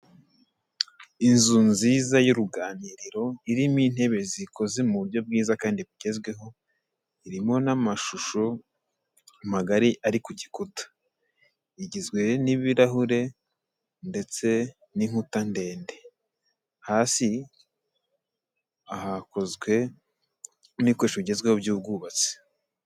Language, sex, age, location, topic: Kinyarwanda, male, 18-24, Kigali, health